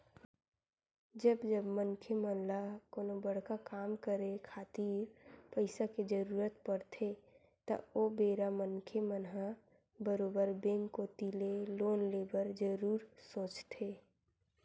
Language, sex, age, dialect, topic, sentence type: Chhattisgarhi, female, 18-24, Western/Budati/Khatahi, banking, statement